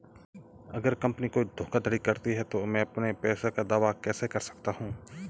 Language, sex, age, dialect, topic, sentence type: Hindi, male, 25-30, Marwari Dhudhari, banking, question